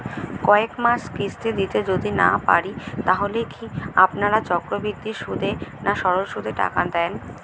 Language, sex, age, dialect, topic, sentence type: Bengali, female, 18-24, Standard Colloquial, banking, question